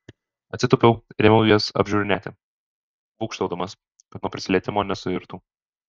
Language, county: Lithuanian, Alytus